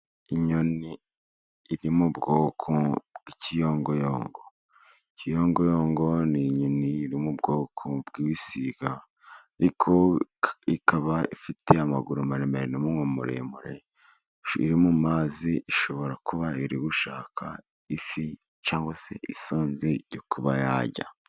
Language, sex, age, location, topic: Kinyarwanda, male, 50+, Musanze, agriculture